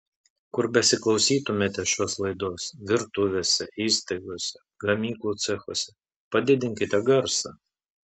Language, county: Lithuanian, Telšiai